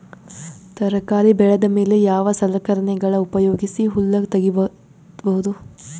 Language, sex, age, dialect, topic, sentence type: Kannada, female, 18-24, Northeastern, agriculture, question